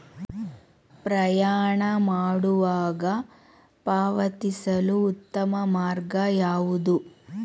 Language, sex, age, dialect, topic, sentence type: Kannada, female, 36-40, Mysore Kannada, banking, question